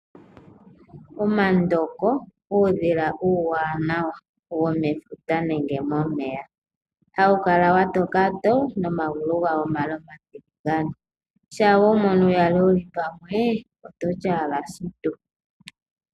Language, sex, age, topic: Oshiwambo, female, 18-24, agriculture